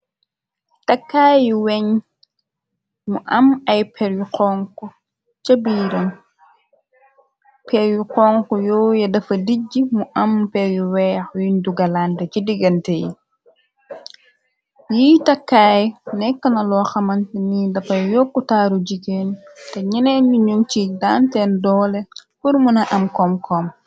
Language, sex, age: Wolof, female, 25-35